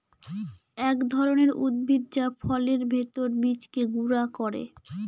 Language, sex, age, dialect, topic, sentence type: Bengali, female, 18-24, Northern/Varendri, agriculture, statement